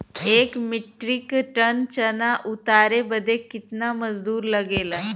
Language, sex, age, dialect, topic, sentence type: Bhojpuri, female, 25-30, Western, agriculture, question